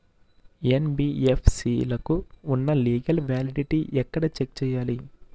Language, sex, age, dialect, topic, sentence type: Telugu, male, 41-45, Utterandhra, banking, question